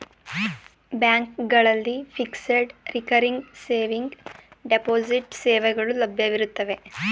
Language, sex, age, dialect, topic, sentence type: Kannada, female, 18-24, Mysore Kannada, banking, statement